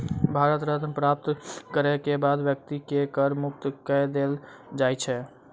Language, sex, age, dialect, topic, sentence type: Maithili, male, 18-24, Southern/Standard, banking, statement